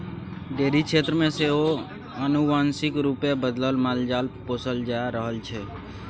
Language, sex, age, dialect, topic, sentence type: Maithili, male, 25-30, Bajjika, agriculture, statement